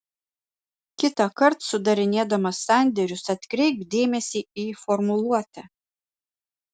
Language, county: Lithuanian, Panevėžys